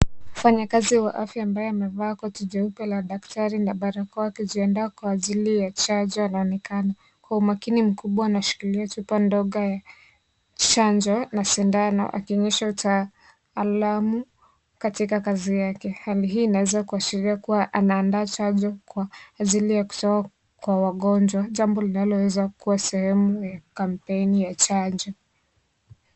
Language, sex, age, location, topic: Swahili, female, 18-24, Kisii, health